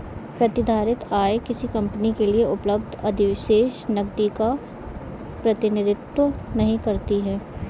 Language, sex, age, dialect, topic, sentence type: Hindi, female, 18-24, Kanauji Braj Bhasha, banking, statement